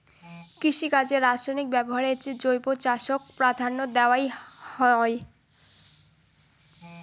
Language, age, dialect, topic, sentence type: Bengali, <18, Rajbangshi, agriculture, statement